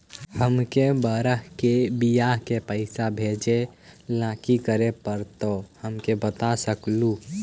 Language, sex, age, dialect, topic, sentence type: Magahi, male, 18-24, Central/Standard, banking, question